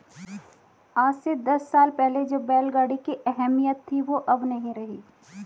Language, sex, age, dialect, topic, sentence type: Hindi, female, 36-40, Hindustani Malvi Khadi Boli, agriculture, statement